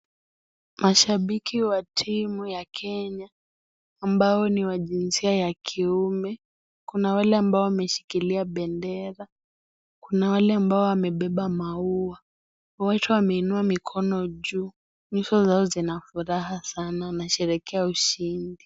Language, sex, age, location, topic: Swahili, female, 18-24, Kisii, government